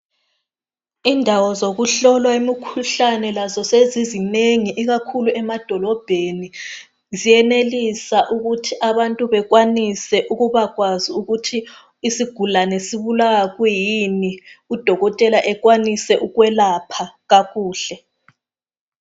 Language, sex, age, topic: North Ndebele, female, 25-35, health